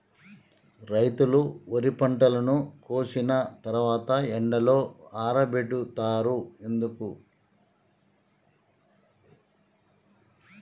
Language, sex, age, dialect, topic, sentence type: Telugu, male, 46-50, Telangana, agriculture, question